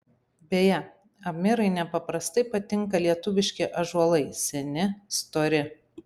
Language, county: Lithuanian, Panevėžys